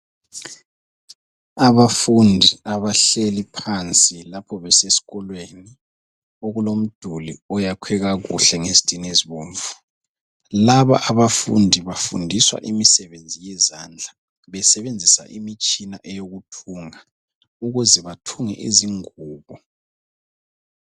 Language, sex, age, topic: North Ndebele, male, 36-49, education